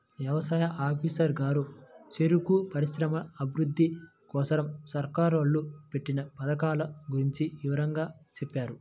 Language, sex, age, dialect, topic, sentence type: Telugu, male, 18-24, Central/Coastal, agriculture, statement